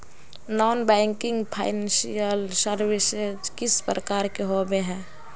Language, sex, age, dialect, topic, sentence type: Magahi, female, 51-55, Northeastern/Surjapuri, banking, question